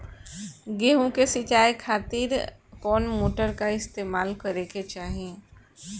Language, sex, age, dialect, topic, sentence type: Bhojpuri, female, 41-45, Southern / Standard, agriculture, question